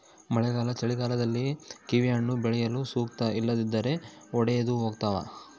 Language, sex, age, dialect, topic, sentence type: Kannada, male, 25-30, Central, agriculture, statement